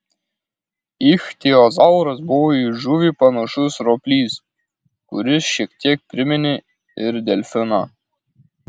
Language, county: Lithuanian, Kaunas